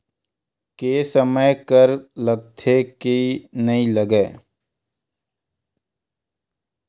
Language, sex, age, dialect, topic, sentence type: Chhattisgarhi, male, 25-30, Western/Budati/Khatahi, banking, question